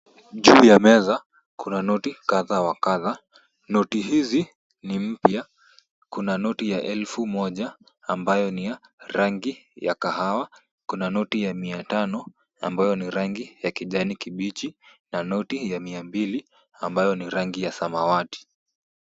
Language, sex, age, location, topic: Swahili, female, 25-35, Kisumu, finance